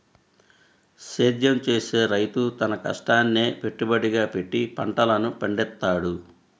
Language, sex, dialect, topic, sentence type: Telugu, female, Central/Coastal, banking, statement